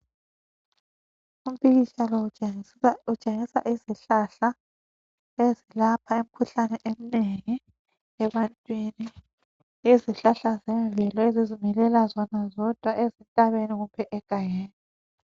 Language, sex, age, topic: North Ndebele, female, 25-35, health